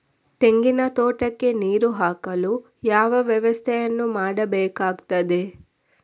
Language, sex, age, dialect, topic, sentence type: Kannada, female, 25-30, Coastal/Dakshin, agriculture, question